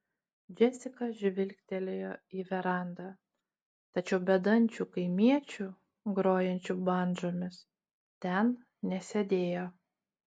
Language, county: Lithuanian, Utena